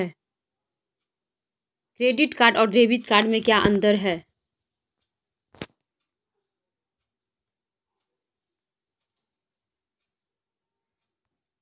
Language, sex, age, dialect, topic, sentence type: Hindi, female, 25-30, Marwari Dhudhari, banking, question